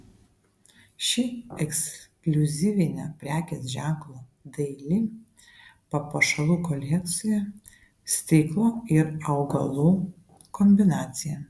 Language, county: Lithuanian, Vilnius